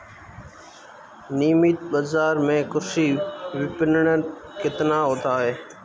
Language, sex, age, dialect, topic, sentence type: Hindi, male, 18-24, Marwari Dhudhari, agriculture, question